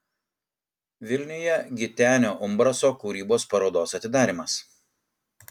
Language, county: Lithuanian, Kaunas